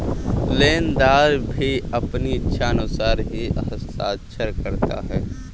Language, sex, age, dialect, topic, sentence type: Hindi, male, 18-24, Kanauji Braj Bhasha, banking, statement